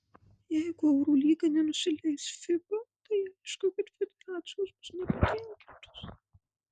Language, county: Lithuanian, Marijampolė